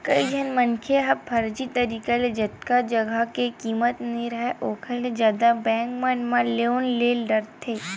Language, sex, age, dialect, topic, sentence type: Chhattisgarhi, female, 25-30, Western/Budati/Khatahi, banking, statement